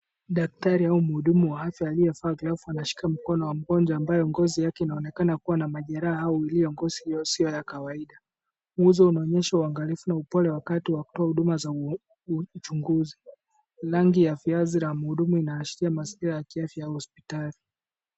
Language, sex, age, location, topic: Swahili, male, 25-35, Kisumu, health